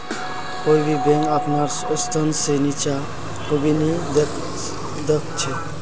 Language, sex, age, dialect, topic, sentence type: Magahi, male, 25-30, Northeastern/Surjapuri, banking, statement